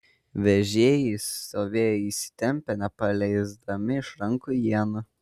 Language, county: Lithuanian, Kaunas